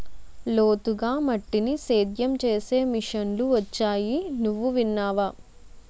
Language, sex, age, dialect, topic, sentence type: Telugu, female, 56-60, Utterandhra, agriculture, statement